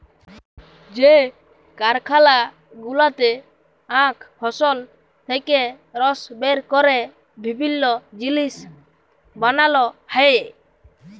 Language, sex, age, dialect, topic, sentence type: Bengali, male, 18-24, Jharkhandi, agriculture, statement